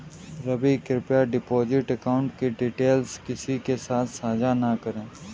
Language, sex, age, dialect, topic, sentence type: Hindi, male, 18-24, Kanauji Braj Bhasha, banking, statement